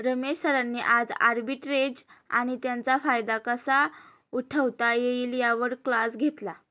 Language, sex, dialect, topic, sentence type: Marathi, female, Standard Marathi, banking, statement